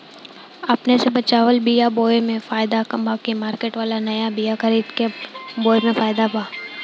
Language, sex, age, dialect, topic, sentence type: Bhojpuri, female, 18-24, Southern / Standard, agriculture, question